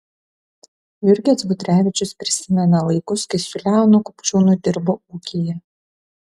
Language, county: Lithuanian, Kaunas